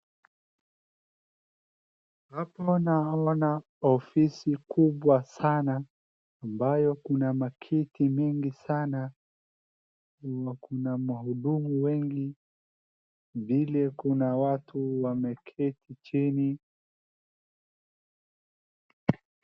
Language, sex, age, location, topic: Swahili, male, 18-24, Wajir, government